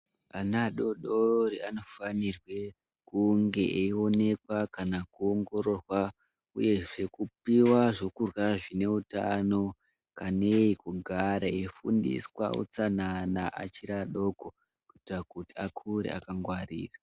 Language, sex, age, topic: Ndau, male, 18-24, education